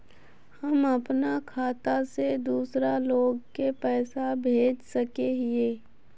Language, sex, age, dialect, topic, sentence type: Magahi, female, 18-24, Northeastern/Surjapuri, banking, question